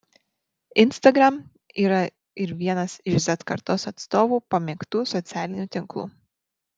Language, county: Lithuanian, Marijampolė